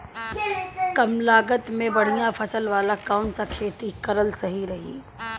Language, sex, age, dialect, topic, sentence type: Bhojpuri, female, 31-35, Southern / Standard, agriculture, question